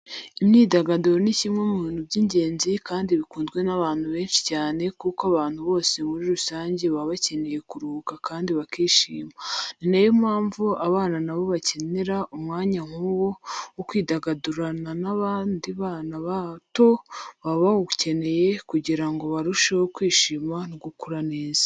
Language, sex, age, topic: Kinyarwanda, female, 25-35, education